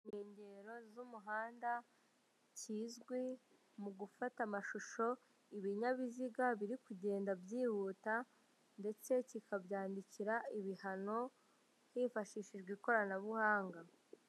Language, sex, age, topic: Kinyarwanda, female, 18-24, government